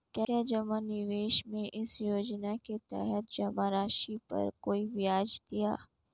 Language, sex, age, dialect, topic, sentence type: Hindi, female, 18-24, Marwari Dhudhari, banking, question